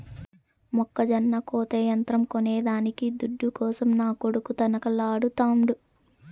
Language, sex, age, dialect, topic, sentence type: Telugu, female, 18-24, Southern, agriculture, statement